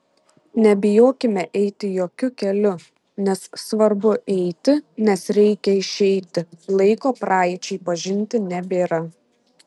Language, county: Lithuanian, Šiauliai